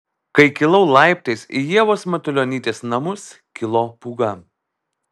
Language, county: Lithuanian, Alytus